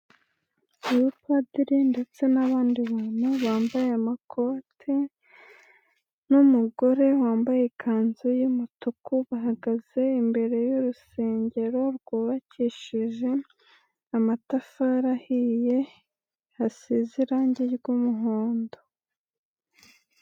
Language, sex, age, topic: Kinyarwanda, female, 18-24, finance